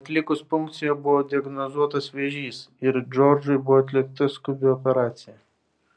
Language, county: Lithuanian, Vilnius